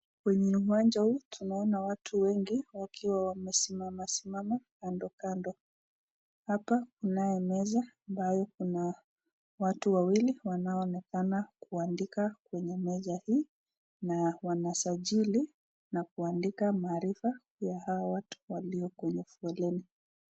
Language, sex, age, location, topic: Swahili, female, 36-49, Nakuru, government